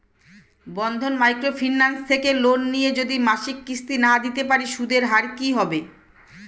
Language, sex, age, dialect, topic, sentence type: Bengali, female, 41-45, Standard Colloquial, banking, question